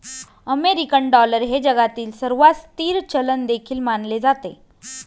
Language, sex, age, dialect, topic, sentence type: Marathi, female, 41-45, Northern Konkan, banking, statement